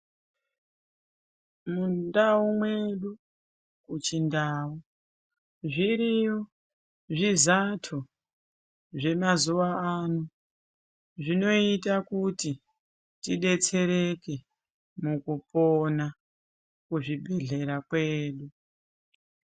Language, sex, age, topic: Ndau, female, 18-24, health